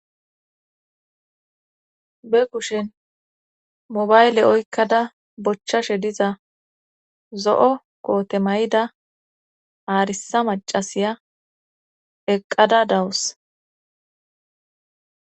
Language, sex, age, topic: Gamo, female, 25-35, government